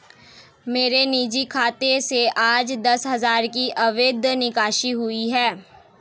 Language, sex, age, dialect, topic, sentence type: Hindi, female, 18-24, Hindustani Malvi Khadi Boli, banking, statement